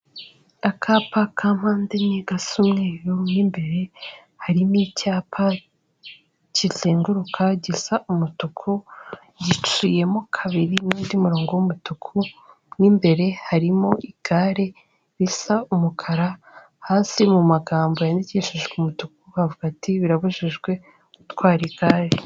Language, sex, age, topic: Kinyarwanda, female, 18-24, government